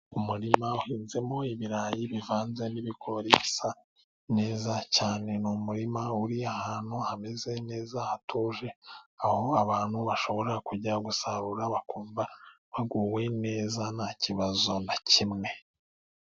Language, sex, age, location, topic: Kinyarwanda, male, 25-35, Musanze, agriculture